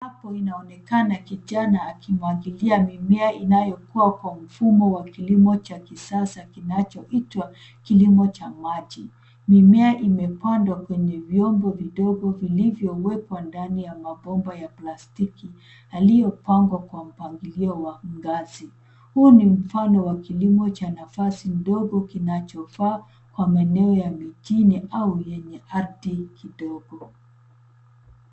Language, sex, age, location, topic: Swahili, female, 36-49, Nairobi, agriculture